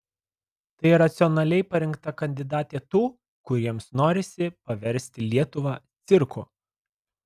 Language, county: Lithuanian, Alytus